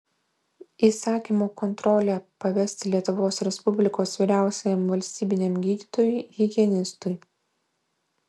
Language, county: Lithuanian, Vilnius